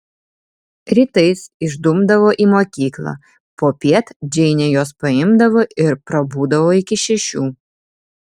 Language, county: Lithuanian, Vilnius